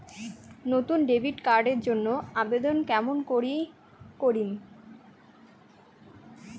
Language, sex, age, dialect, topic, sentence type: Bengali, female, 18-24, Rajbangshi, banking, question